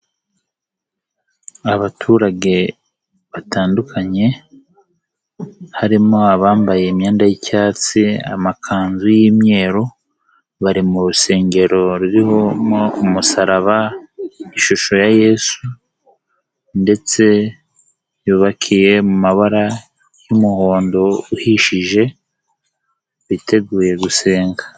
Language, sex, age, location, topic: Kinyarwanda, male, 18-24, Nyagatare, finance